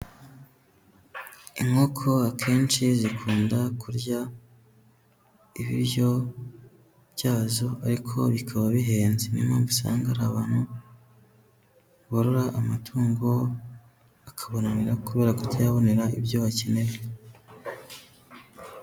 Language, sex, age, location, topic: Kinyarwanda, male, 18-24, Huye, agriculture